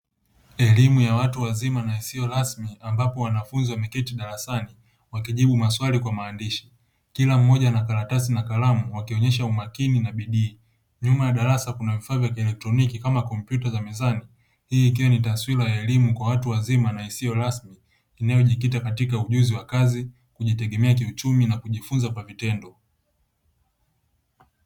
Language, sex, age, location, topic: Swahili, male, 25-35, Dar es Salaam, education